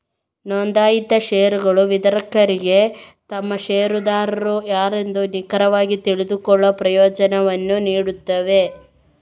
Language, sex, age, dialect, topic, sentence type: Kannada, female, 18-24, Coastal/Dakshin, banking, statement